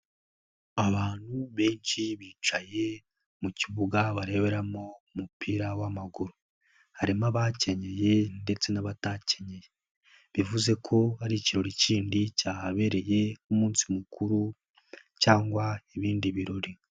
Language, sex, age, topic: Kinyarwanda, male, 18-24, government